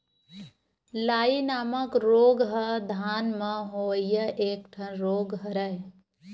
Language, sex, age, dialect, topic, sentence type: Chhattisgarhi, female, 18-24, Western/Budati/Khatahi, agriculture, statement